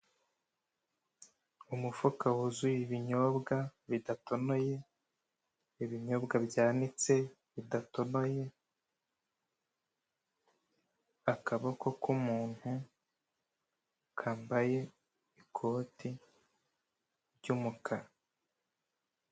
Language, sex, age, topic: Kinyarwanda, male, 25-35, finance